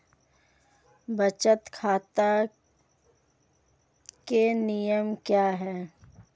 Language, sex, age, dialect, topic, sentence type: Hindi, female, 25-30, Marwari Dhudhari, banking, question